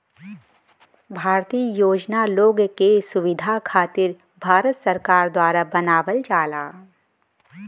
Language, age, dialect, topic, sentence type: Bhojpuri, 25-30, Western, banking, statement